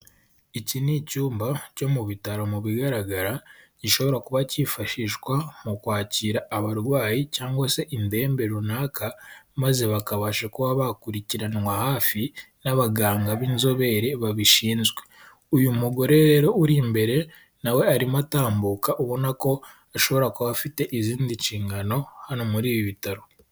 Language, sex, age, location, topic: Kinyarwanda, male, 18-24, Kigali, health